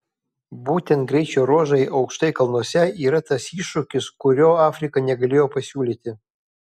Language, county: Lithuanian, Kaunas